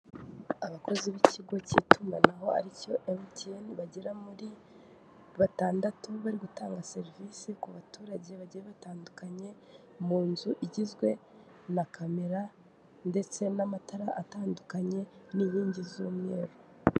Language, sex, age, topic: Kinyarwanda, female, 18-24, finance